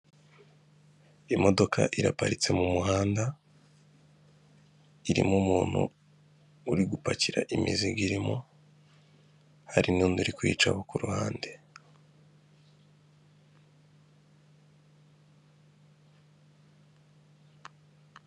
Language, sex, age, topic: Kinyarwanda, male, 25-35, government